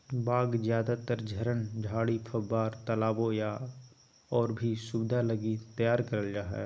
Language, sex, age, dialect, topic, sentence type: Magahi, male, 18-24, Southern, agriculture, statement